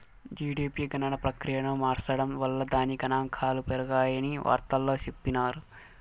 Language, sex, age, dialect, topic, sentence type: Telugu, male, 18-24, Southern, banking, statement